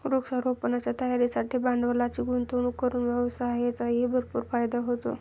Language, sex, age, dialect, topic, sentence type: Marathi, male, 51-55, Standard Marathi, agriculture, statement